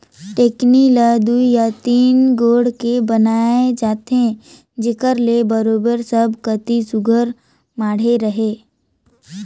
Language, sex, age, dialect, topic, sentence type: Chhattisgarhi, male, 18-24, Northern/Bhandar, agriculture, statement